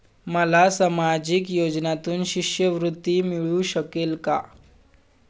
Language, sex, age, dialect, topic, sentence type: Marathi, male, 18-24, Standard Marathi, banking, question